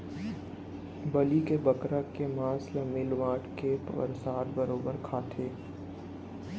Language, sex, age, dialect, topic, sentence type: Chhattisgarhi, male, 18-24, Central, agriculture, statement